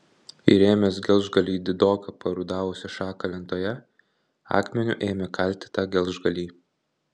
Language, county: Lithuanian, Kaunas